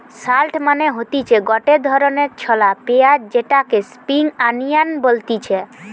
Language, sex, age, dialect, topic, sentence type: Bengali, female, 18-24, Western, agriculture, statement